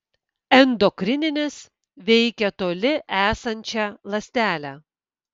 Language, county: Lithuanian, Kaunas